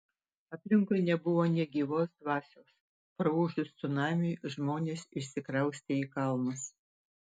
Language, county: Lithuanian, Utena